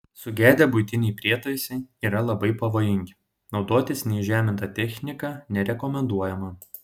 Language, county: Lithuanian, Šiauliai